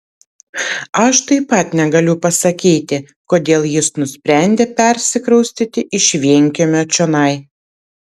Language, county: Lithuanian, Vilnius